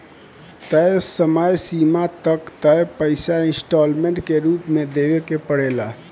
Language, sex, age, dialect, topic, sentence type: Bhojpuri, male, 18-24, Southern / Standard, banking, statement